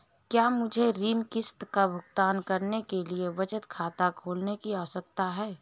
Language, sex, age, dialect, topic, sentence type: Hindi, female, 31-35, Marwari Dhudhari, banking, question